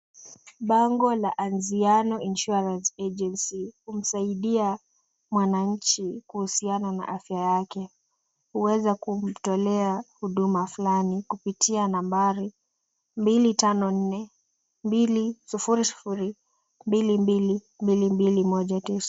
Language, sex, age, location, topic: Swahili, female, 18-24, Kisumu, finance